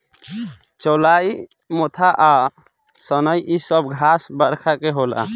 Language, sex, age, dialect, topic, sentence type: Bhojpuri, male, 18-24, Southern / Standard, agriculture, statement